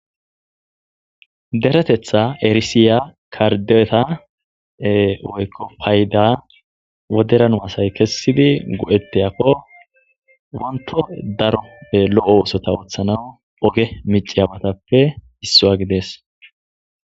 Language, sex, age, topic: Gamo, male, 25-35, government